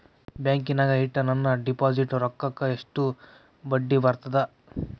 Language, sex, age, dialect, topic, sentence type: Kannada, male, 18-24, Central, banking, question